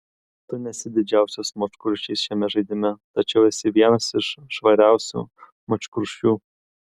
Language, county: Lithuanian, Kaunas